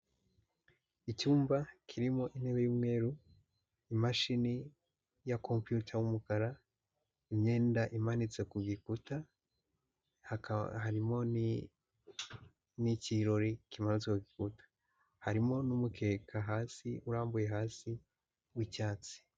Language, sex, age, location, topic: Kinyarwanda, male, 18-24, Huye, education